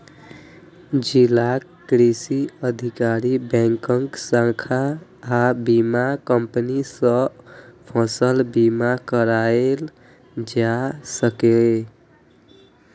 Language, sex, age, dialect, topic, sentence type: Maithili, male, 25-30, Eastern / Thethi, agriculture, statement